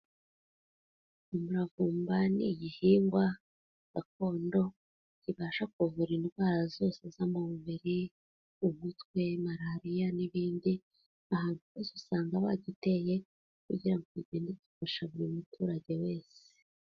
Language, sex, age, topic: Kinyarwanda, female, 25-35, health